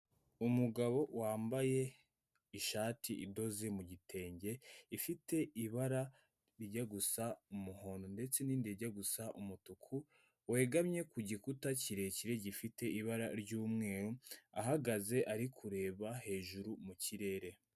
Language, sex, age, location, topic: Kinyarwanda, female, 25-35, Kigali, health